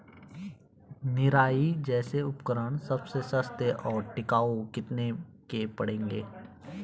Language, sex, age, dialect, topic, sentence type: Hindi, male, 25-30, Garhwali, agriculture, question